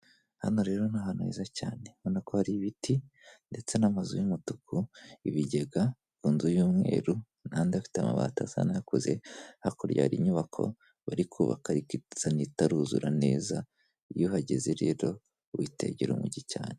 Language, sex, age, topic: Kinyarwanda, male, 18-24, government